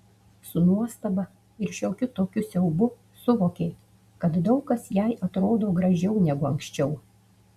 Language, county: Lithuanian, Utena